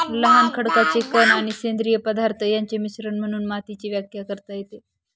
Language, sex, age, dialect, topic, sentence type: Marathi, female, 18-24, Northern Konkan, agriculture, statement